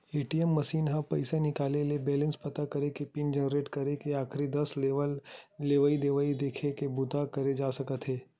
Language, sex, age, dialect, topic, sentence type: Chhattisgarhi, male, 18-24, Western/Budati/Khatahi, banking, statement